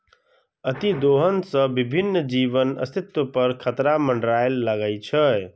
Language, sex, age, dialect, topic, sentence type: Maithili, male, 60-100, Eastern / Thethi, agriculture, statement